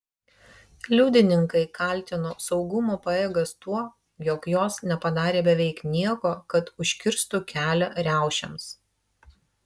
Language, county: Lithuanian, Vilnius